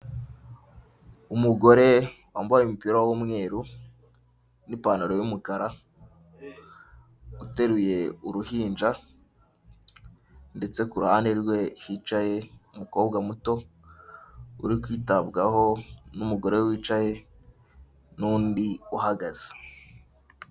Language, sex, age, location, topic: Kinyarwanda, male, 18-24, Kigali, health